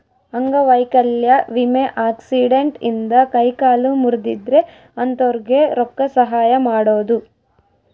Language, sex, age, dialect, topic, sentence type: Kannada, female, 25-30, Central, banking, statement